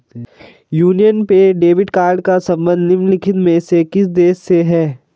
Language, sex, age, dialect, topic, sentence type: Hindi, male, 18-24, Hindustani Malvi Khadi Boli, banking, question